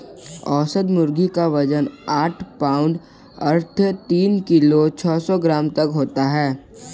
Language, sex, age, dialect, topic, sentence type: Hindi, male, 25-30, Kanauji Braj Bhasha, agriculture, statement